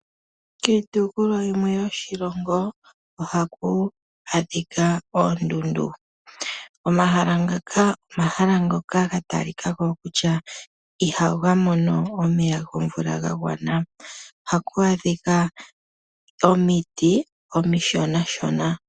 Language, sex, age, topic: Oshiwambo, male, 18-24, agriculture